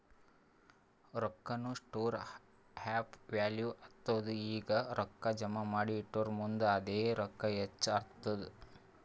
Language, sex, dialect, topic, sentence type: Kannada, male, Northeastern, banking, statement